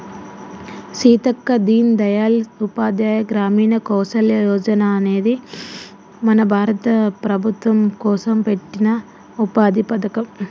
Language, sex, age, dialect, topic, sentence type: Telugu, female, 25-30, Telangana, banking, statement